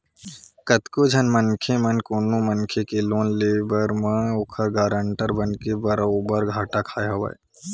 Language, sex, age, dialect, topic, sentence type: Chhattisgarhi, male, 18-24, Western/Budati/Khatahi, banking, statement